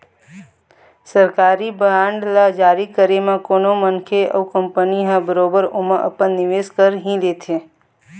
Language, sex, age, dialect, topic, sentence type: Chhattisgarhi, female, 25-30, Eastern, banking, statement